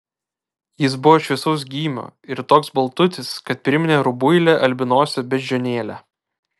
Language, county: Lithuanian, Vilnius